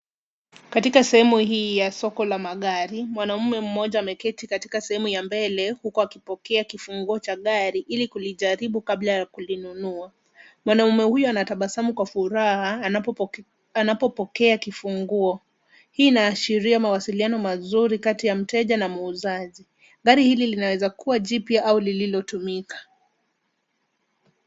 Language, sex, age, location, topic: Swahili, female, 25-35, Nairobi, finance